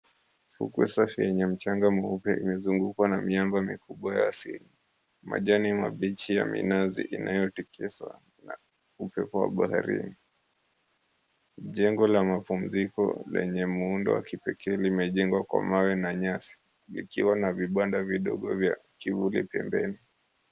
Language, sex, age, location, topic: Swahili, male, 25-35, Mombasa, government